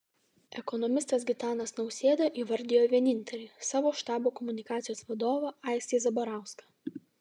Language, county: Lithuanian, Vilnius